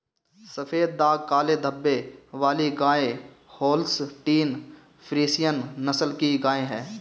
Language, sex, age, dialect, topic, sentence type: Hindi, male, 18-24, Marwari Dhudhari, agriculture, statement